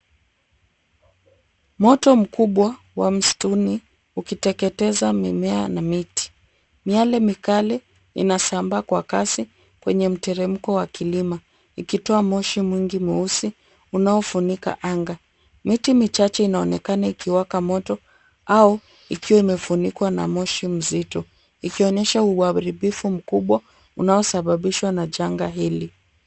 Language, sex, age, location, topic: Swahili, female, 25-35, Kisumu, health